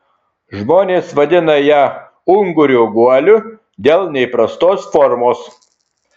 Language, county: Lithuanian, Kaunas